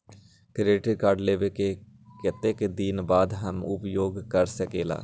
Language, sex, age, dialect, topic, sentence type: Magahi, male, 41-45, Western, banking, question